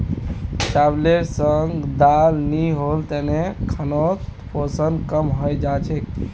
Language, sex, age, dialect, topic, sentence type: Magahi, male, 18-24, Northeastern/Surjapuri, agriculture, statement